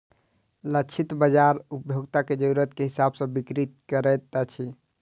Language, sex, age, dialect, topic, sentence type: Maithili, male, 36-40, Southern/Standard, banking, statement